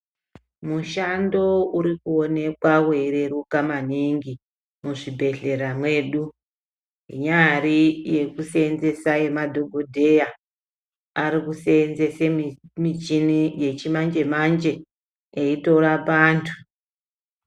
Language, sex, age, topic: Ndau, male, 25-35, health